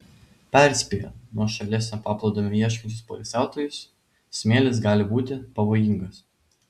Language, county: Lithuanian, Vilnius